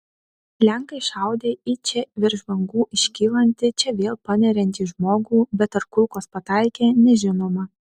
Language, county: Lithuanian, Šiauliai